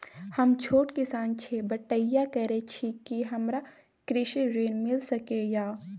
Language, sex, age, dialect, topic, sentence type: Maithili, female, 18-24, Bajjika, agriculture, question